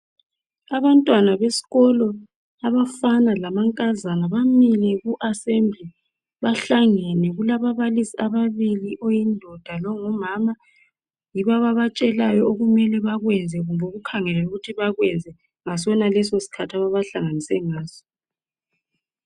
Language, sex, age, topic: North Ndebele, female, 36-49, education